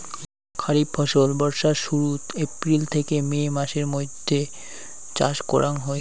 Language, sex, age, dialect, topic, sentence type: Bengali, male, 25-30, Rajbangshi, agriculture, statement